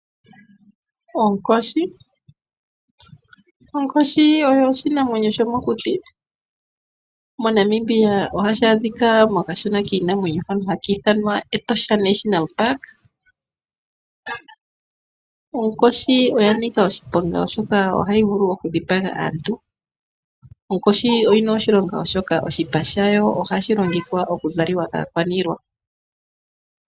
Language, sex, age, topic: Oshiwambo, female, 25-35, agriculture